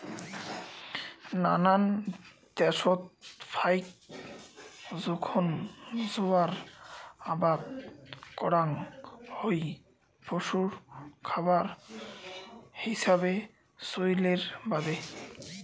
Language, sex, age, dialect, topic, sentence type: Bengali, male, 25-30, Rajbangshi, agriculture, statement